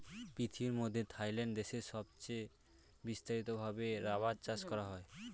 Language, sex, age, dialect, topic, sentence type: Bengali, male, 18-24, Standard Colloquial, agriculture, statement